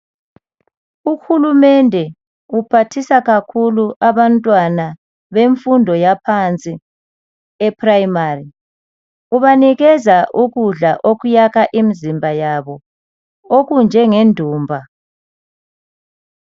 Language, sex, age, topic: North Ndebele, male, 50+, education